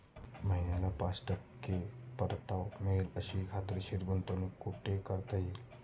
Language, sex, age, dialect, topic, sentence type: Marathi, male, 25-30, Standard Marathi, banking, question